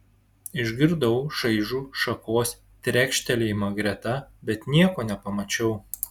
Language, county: Lithuanian, Šiauliai